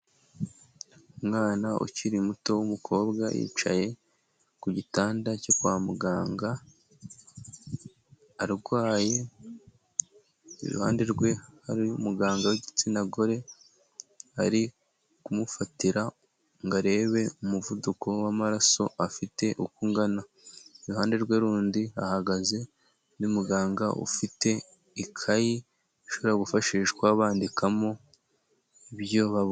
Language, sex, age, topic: Kinyarwanda, male, 18-24, health